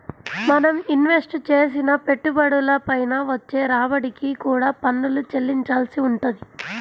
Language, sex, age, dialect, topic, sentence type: Telugu, female, 46-50, Central/Coastal, banking, statement